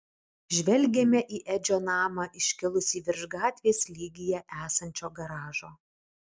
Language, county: Lithuanian, Alytus